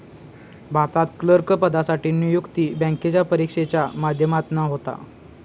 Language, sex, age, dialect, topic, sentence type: Marathi, male, 18-24, Southern Konkan, banking, statement